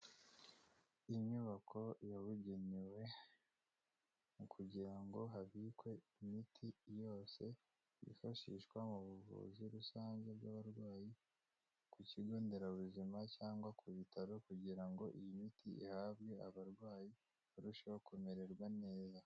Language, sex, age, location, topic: Kinyarwanda, male, 25-35, Kigali, health